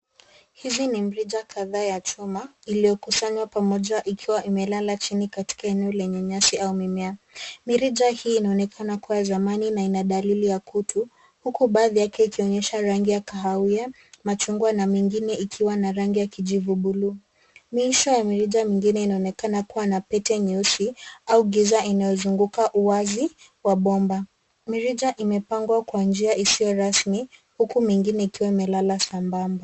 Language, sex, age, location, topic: Swahili, female, 25-35, Nairobi, government